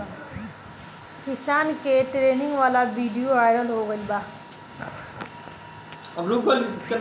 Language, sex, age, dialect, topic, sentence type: Bhojpuri, male, 18-24, Southern / Standard, agriculture, question